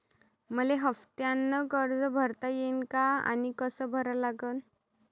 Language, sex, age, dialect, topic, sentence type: Marathi, female, 31-35, Varhadi, banking, question